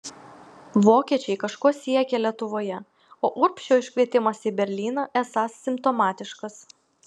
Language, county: Lithuanian, Vilnius